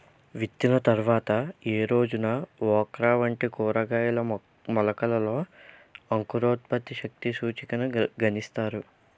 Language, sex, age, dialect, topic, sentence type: Telugu, male, 18-24, Utterandhra, agriculture, question